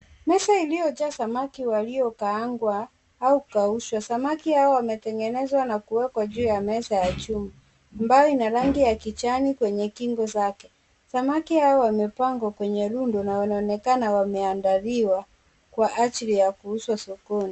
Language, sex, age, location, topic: Swahili, female, 18-24, Kisumu, finance